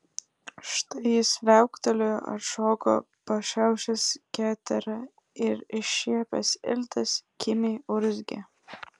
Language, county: Lithuanian, Klaipėda